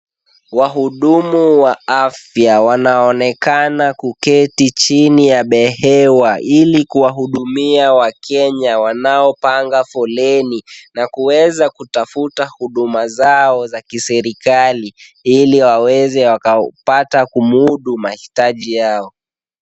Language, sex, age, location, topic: Swahili, male, 18-24, Kisumu, government